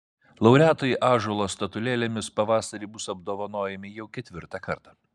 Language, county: Lithuanian, Vilnius